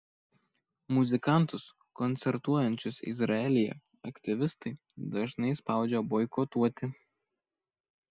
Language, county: Lithuanian, Kaunas